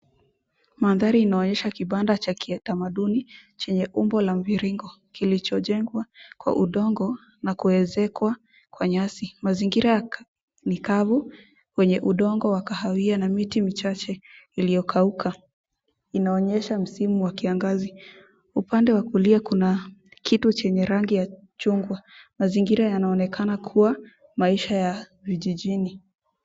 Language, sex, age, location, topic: Swahili, female, 18-24, Nakuru, health